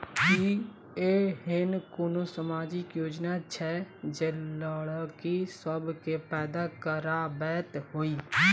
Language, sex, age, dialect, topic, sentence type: Maithili, female, 18-24, Southern/Standard, banking, statement